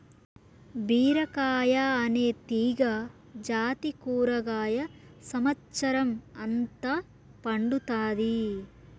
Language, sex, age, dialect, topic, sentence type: Telugu, male, 36-40, Southern, agriculture, statement